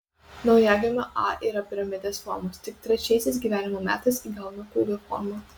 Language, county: Lithuanian, Kaunas